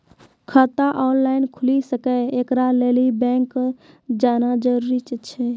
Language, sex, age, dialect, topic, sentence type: Maithili, female, 18-24, Angika, banking, question